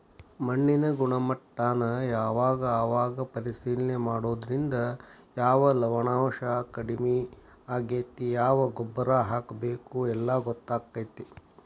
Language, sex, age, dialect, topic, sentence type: Kannada, male, 60-100, Dharwad Kannada, agriculture, statement